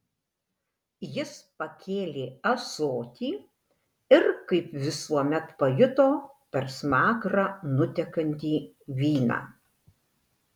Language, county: Lithuanian, Alytus